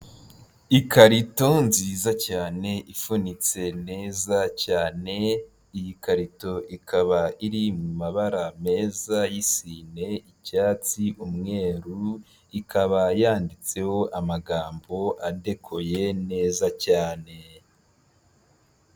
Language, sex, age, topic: Kinyarwanda, male, 18-24, health